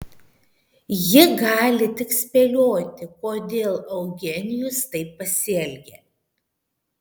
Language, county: Lithuanian, Šiauliai